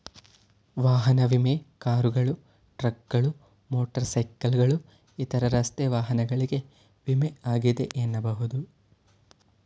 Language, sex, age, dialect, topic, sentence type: Kannada, male, 18-24, Mysore Kannada, banking, statement